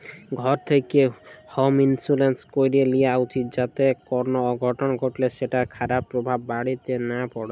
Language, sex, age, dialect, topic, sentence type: Bengali, male, 18-24, Jharkhandi, banking, statement